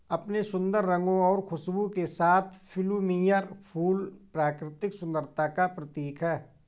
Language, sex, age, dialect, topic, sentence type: Hindi, male, 41-45, Awadhi Bundeli, agriculture, statement